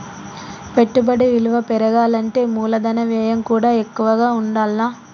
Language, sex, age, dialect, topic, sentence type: Telugu, female, 25-30, Telangana, banking, statement